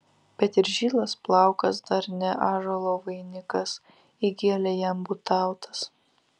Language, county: Lithuanian, Vilnius